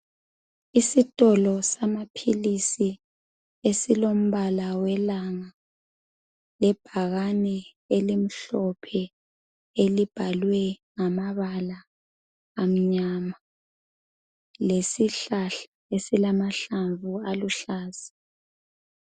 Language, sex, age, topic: North Ndebele, male, 25-35, health